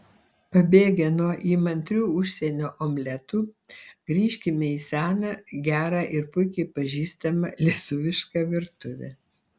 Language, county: Lithuanian, Alytus